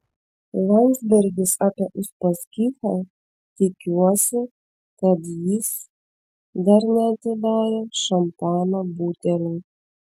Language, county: Lithuanian, Vilnius